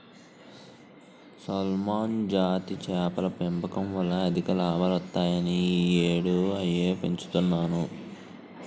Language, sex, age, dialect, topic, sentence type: Telugu, male, 18-24, Utterandhra, agriculture, statement